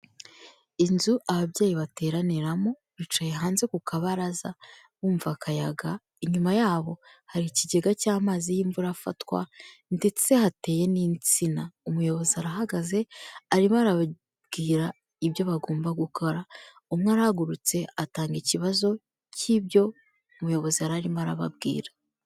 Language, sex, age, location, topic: Kinyarwanda, female, 25-35, Kigali, health